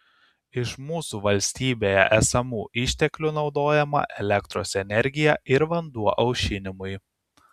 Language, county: Lithuanian, Kaunas